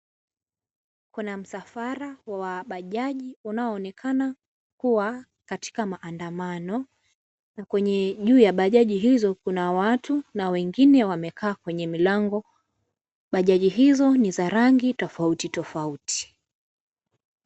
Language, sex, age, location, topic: Swahili, female, 18-24, Mombasa, government